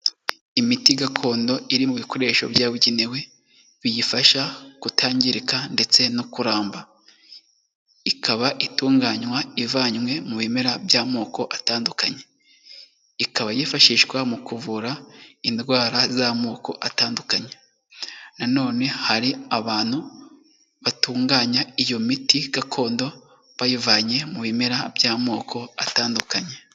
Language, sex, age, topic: Kinyarwanda, male, 18-24, health